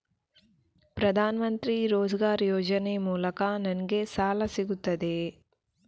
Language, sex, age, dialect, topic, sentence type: Kannada, female, 18-24, Coastal/Dakshin, banking, question